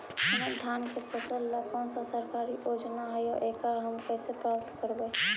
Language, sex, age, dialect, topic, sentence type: Magahi, male, 31-35, Central/Standard, agriculture, question